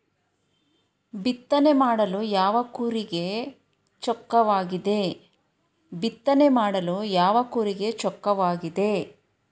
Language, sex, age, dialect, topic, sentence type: Kannada, female, 31-35, Dharwad Kannada, agriculture, question